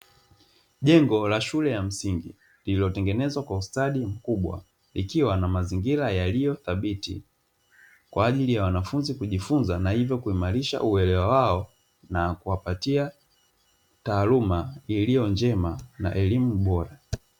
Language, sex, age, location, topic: Swahili, male, 25-35, Dar es Salaam, education